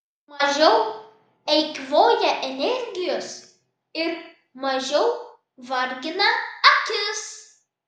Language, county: Lithuanian, Vilnius